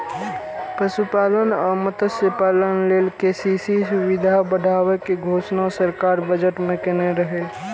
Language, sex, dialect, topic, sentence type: Maithili, male, Eastern / Thethi, agriculture, statement